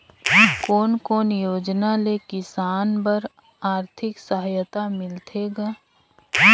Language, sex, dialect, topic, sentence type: Chhattisgarhi, female, Northern/Bhandar, agriculture, question